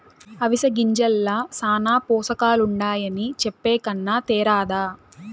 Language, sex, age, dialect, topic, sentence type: Telugu, female, 18-24, Southern, agriculture, statement